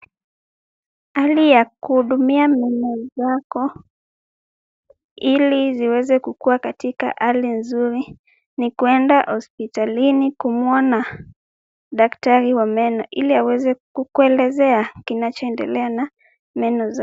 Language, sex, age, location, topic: Swahili, female, 18-24, Kisumu, health